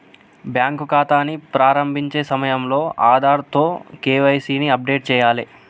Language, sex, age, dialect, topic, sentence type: Telugu, male, 18-24, Telangana, banking, statement